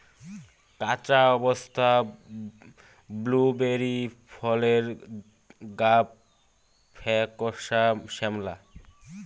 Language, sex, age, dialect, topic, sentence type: Bengali, male, <18, Rajbangshi, agriculture, statement